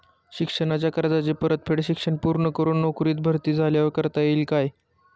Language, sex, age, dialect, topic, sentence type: Marathi, male, 18-24, Standard Marathi, banking, question